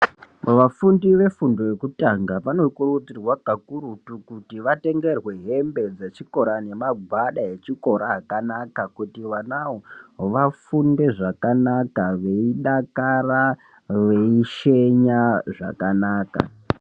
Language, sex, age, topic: Ndau, male, 25-35, education